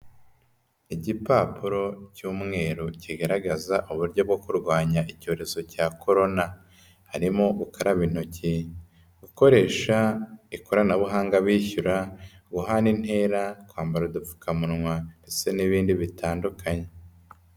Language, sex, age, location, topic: Kinyarwanda, male, 25-35, Kigali, health